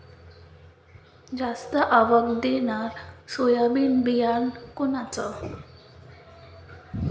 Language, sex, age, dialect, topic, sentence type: Marathi, female, 18-24, Varhadi, agriculture, question